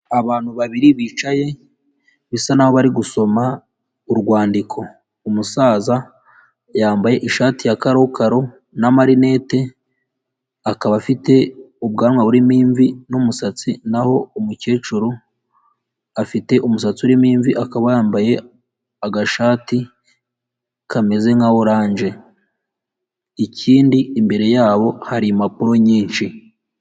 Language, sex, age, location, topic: Kinyarwanda, male, 25-35, Huye, health